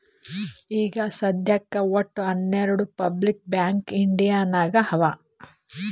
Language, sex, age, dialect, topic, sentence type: Kannada, female, 41-45, Northeastern, banking, statement